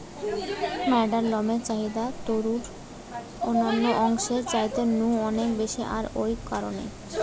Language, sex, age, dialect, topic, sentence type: Bengali, female, 18-24, Western, agriculture, statement